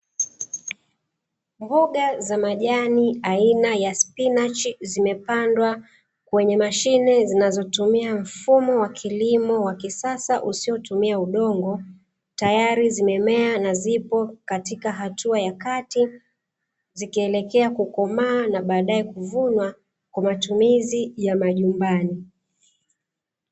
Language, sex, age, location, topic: Swahili, female, 36-49, Dar es Salaam, agriculture